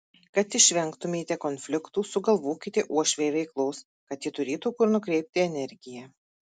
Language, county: Lithuanian, Marijampolė